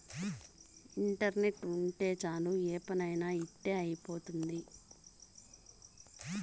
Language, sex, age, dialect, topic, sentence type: Telugu, female, 31-35, Southern, banking, statement